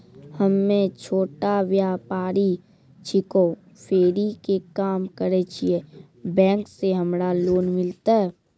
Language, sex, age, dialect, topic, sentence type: Maithili, female, 31-35, Angika, banking, question